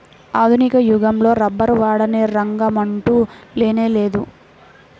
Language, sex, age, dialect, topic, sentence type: Telugu, female, 18-24, Central/Coastal, agriculture, statement